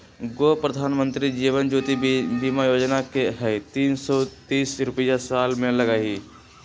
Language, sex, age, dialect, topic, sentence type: Magahi, male, 18-24, Western, banking, question